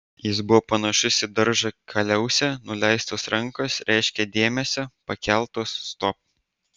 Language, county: Lithuanian, Vilnius